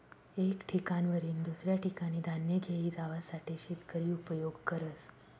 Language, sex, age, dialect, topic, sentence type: Marathi, female, 36-40, Northern Konkan, agriculture, statement